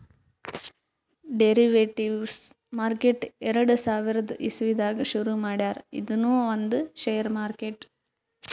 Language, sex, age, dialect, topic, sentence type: Kannada, female, 18-24, Northeastern, banking, statement